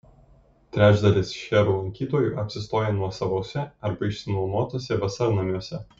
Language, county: Lithuanian, Kaunas